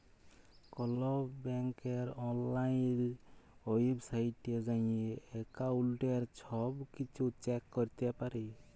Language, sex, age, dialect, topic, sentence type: Bengali, male, 31-35, Jharkhandi, banking, statement